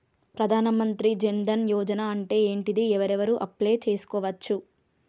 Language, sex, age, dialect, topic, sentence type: Telugu, female, 25-30, Telangana, banking, question